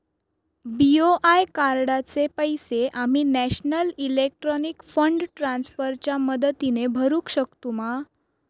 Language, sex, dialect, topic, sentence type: Marathi, female, Southern Konkan, banking, question